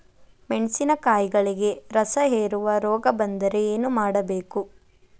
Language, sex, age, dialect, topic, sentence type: Kannada, female, 18-24, Dharwad Kannada, agriculture, question